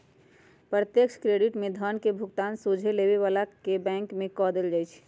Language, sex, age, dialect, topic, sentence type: Magahi, female, 60-100, Western, banking, statement